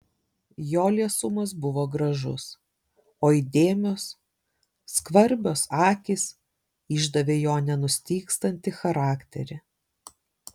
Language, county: Lithuanian, Šiauliai